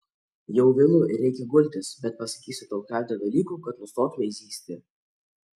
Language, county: Lithuanian, Kaunas